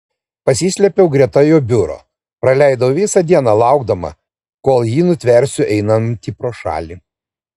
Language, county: Lithuanian, Vilnius